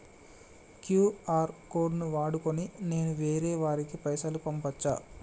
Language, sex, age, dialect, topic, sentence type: Telugu, male, 25-30, Telangana, banking, question